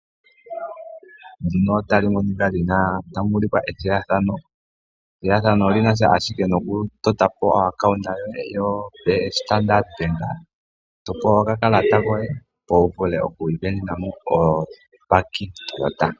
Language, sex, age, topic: Oshiwambo, male, 18-24, finance